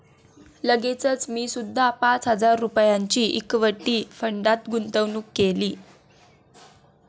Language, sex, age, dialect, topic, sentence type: Marathi, female, 18-24, Standard Marathi, banking, statement